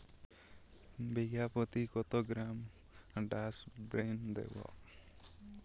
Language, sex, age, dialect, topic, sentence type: Bengali, male, 18-24, Western, agriculture, question